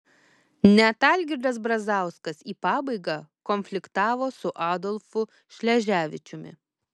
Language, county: Lithuanian, Kaunas